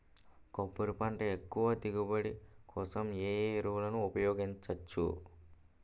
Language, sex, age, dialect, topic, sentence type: Telugu, male, 18-24, Utterandhra, agriculture, question